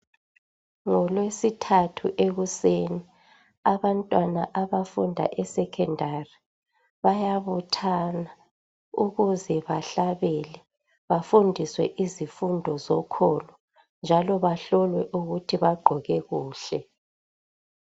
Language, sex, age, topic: North Ndebele, female, 36-49, education